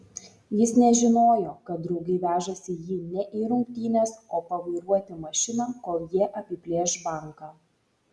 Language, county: Lithuanian, Šiauliai